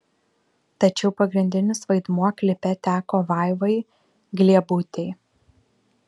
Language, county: Lithuanian, Vilnius